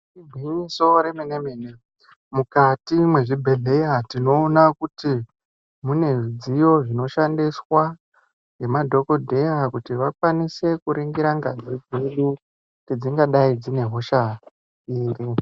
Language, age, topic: Ndau, 18-24, health